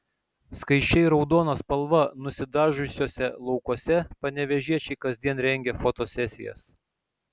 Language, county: Lithuanian, Šiauliai